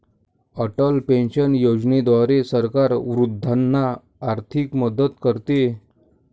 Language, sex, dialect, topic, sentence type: Marathi, male, Varhadi, banking, statement